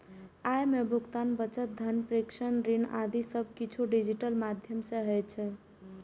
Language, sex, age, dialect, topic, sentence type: Maithili, female, 18-24, Eastern / Thethi, banking, statement